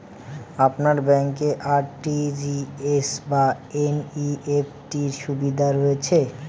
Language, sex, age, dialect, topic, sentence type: Bengali, male, 18-24, Northern/Varendri, banking, question